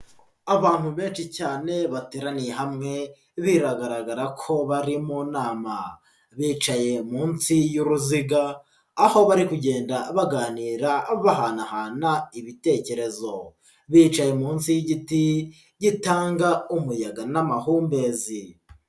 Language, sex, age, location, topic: Kinyarwanda, male, 25-35, Huye, health